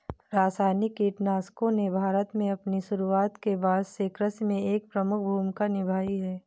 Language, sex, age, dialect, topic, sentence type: Hindi, female, 18-24, Kanauji Braj Bhasha, agriculture, statement